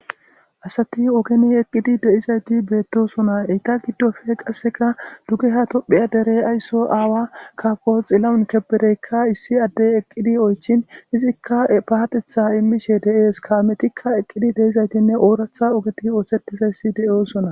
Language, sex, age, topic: Gamo, male, 25-35, government